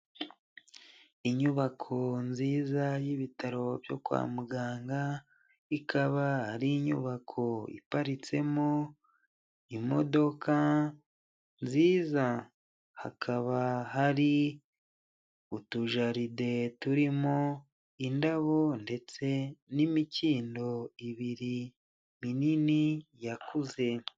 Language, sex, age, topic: Kinyarwanda, male, 18-24, health